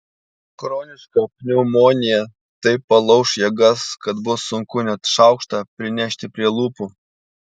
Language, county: Lithuanian, Panevėžys